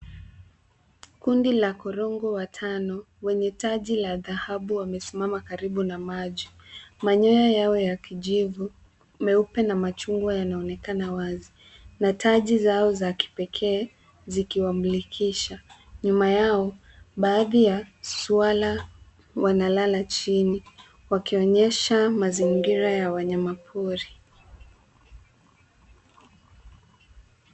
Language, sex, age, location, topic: Swahili, female, 36-49, Nairobi, government